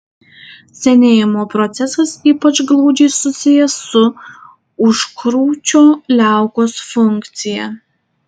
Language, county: Lithuanian, Tauragė